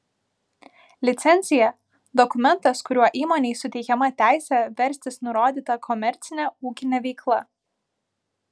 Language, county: Lithuanian, Vilnius